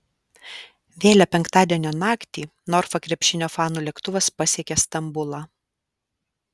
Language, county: Lithuanian, Alytus